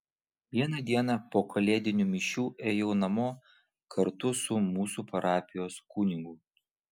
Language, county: Lithuanian, Vilnius